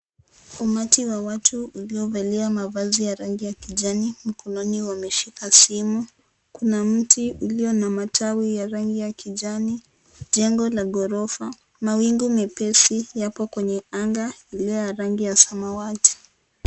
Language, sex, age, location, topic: Swahili, female, 18-24, Kisii, health